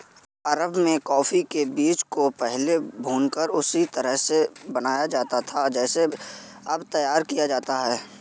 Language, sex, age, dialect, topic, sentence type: Hindi, male, 41-45, Awadhi Bundeli, agriculture, statement